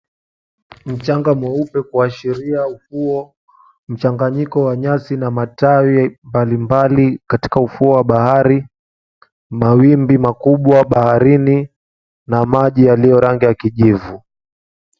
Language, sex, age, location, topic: Swahili, male, 18-24, Mombasa, government